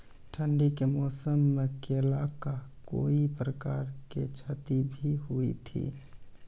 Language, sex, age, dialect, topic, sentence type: Maithili, male, 31-35, Angika, agriculture, question